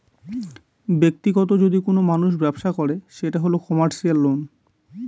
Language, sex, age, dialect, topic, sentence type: Bengali, male, 25-30, Northern/Varendri, banking, statement